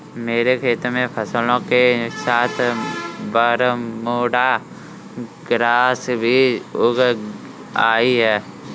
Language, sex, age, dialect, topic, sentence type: Hindi, male, 46-50, Kanauji Braj Bhasha, agriculture, statement